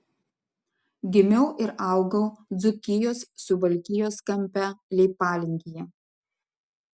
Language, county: Lithuanian, Vilnius